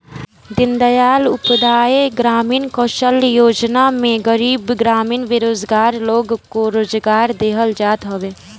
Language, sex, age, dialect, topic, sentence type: Bhojpuri, female, 18-24, Northern, banking, statement